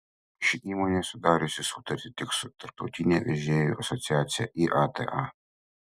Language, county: Lithuanian, Utena